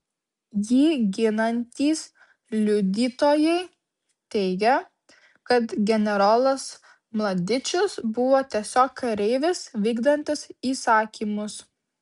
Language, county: Lithuanian, Vilnius